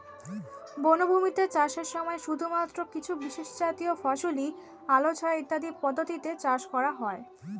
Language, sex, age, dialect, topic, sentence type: Bengali, female, <18, Standard Colloquial, agriculture, statement